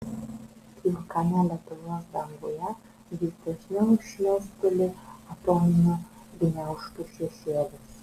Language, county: Lithuanian, Vilnius